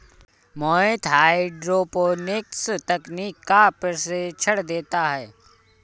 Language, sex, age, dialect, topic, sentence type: Hindi, male, 36-40, Awadhi Bundeli, agriculture, statement